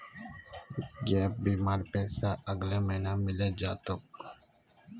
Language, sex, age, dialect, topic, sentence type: Magahi, male, 25-30, Northeastern/Surjapuri, banking, statement